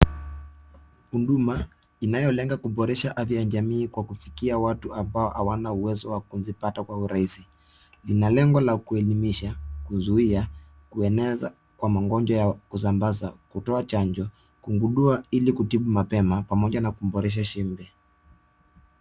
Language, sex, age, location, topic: Swahili, male, 18-24, Nairobi, health